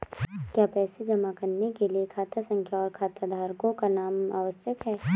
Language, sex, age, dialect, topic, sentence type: Hindi, female, 18-24, Awadhi Bundeli, banking, question